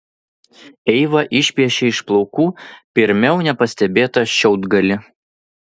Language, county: Lithuanian, Vilnius